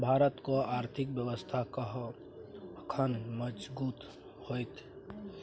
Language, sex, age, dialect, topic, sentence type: Maithili, male, 46-50, Bajjika, banking, statement